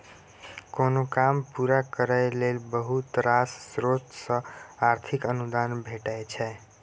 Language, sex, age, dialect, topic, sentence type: Maithili, female, 60-100, Bajjika, banking, statement